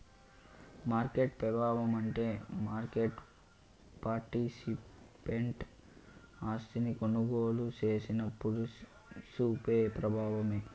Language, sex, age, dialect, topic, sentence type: Telugu, male, 18-24, Southern, banking, statement